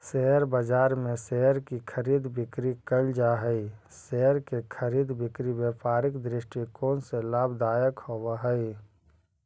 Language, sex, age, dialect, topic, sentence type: Magahi, male, 18-24, Central/Standard, banking, statement